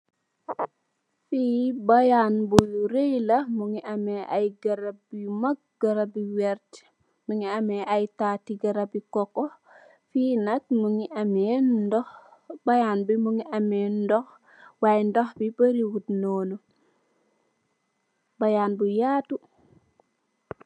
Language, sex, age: Wolof, female, 18-24